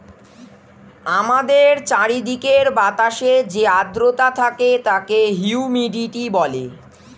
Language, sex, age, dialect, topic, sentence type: Bengali, male, 46-50, Standard Colloquial, agriculture, statement